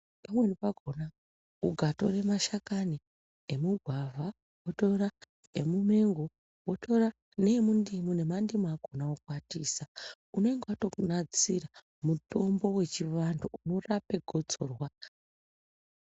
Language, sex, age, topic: Ndau, female, 36-49, health